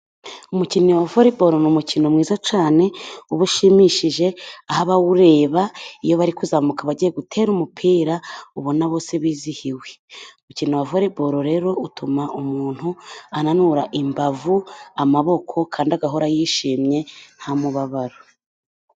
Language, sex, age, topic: Kinyarwanda, female, 25-35, government